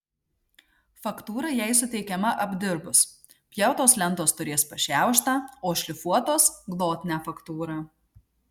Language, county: Lithuanian, Marijampolė